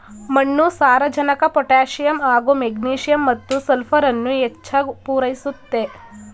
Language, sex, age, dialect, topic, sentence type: Kannada, female, 18-24, Mysore Kannada, agriculture, statement